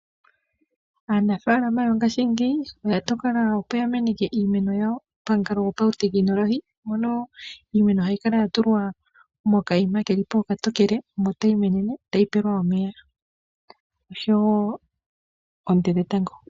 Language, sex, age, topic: Oshiwambo, female, 25-35, agriculture